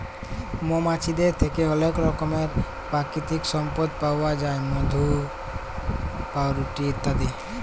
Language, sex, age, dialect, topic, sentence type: Bengali, male, 18-24, Jharkhandi, agriculture, statement